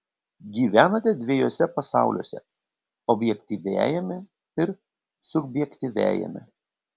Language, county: Lithuanian, Panevėžys